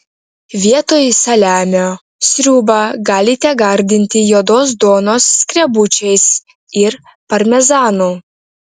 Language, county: Lithuanian, Vilnius